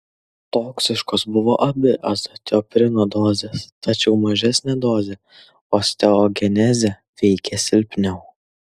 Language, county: Lithuanian, Kaunas